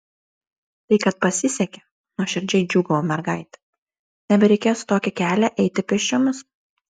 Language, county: Lithuanian, Šiauliai